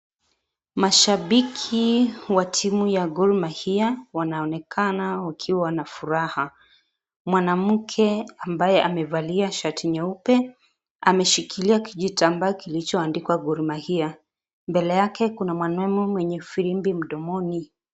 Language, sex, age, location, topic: Swahili, female, 25-35, Kisii, government